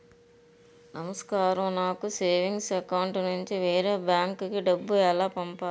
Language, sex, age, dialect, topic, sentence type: Telugu, female, 41-45, Utterandhra, banking, question